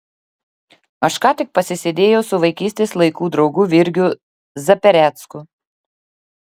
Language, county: Lithuanian, Klaipėda